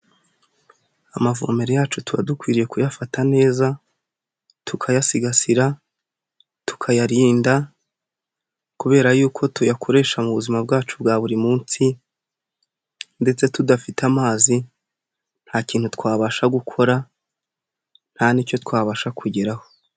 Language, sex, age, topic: Kinyarwanda, male, 18-24, health